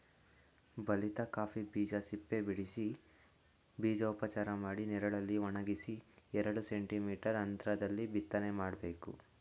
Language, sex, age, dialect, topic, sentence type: Kannada, male, 18-24, Mysore Kannada, agriculture, statement